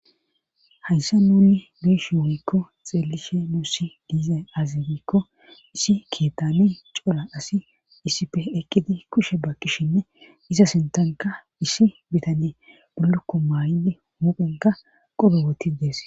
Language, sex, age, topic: Gamo, female, 25-35, government